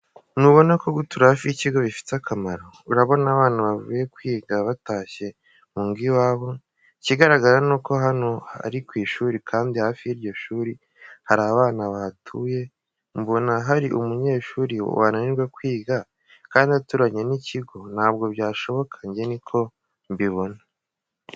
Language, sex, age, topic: Kinyarwanda, male, 18-24, education